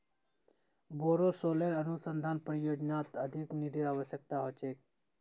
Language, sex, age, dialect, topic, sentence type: Magahi, male, 18-24, Northeastern/Surjapuri, banking, statement